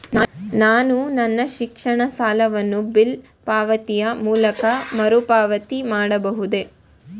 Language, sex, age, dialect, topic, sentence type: Kannada, female, 18-24, Mysore Kannada, banking, question